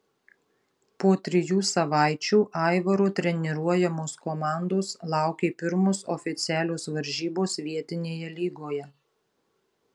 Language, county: Lithuanian, Marijampolė